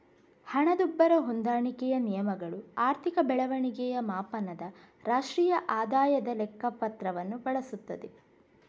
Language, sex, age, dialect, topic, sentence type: Kannada, female, 31-35, Coastal/Dakshin, banking, statement